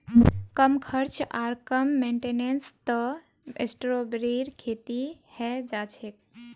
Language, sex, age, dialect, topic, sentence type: Magahi, female, 18-24, Northeastern/Surjapuri, agriculture, statement